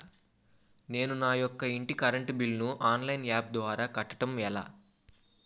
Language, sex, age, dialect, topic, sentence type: Telugu, male, 18-24, Utterandhra, banking, question